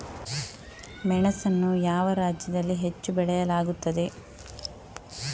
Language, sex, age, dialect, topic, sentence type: Kannada, female, 18-24, Coastal/Dakshin, agriculture, question